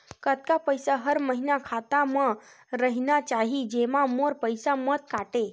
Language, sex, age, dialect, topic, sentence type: Chhattisgarhi, female, 60-100, Western/Budati/Khatahi, banking, question